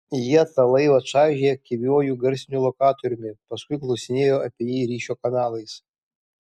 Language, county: Lithuanian, Kaunas